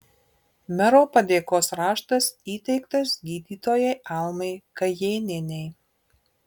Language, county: Lithuanian, Marijampolė